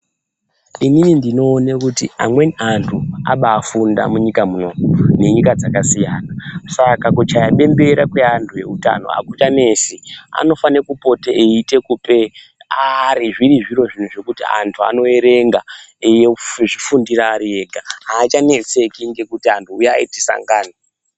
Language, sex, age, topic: Ndau, male, 25-35, health